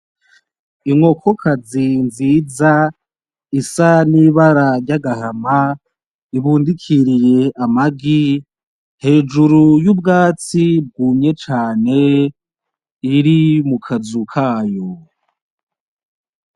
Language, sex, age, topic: Rundi, male, 18-24, agriculture